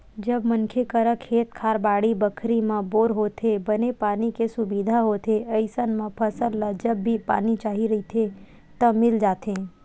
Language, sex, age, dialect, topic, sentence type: Chhattisgarhi, female, 18-24, Western/Budati/Khatahi, agriculture, statement